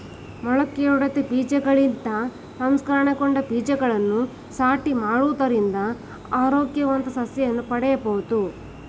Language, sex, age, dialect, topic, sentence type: Kannada, female, 41-45, Mysore Kannada, agriculture, statement